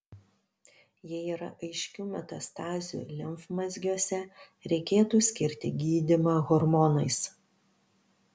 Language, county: Lithuanian, Panevėžys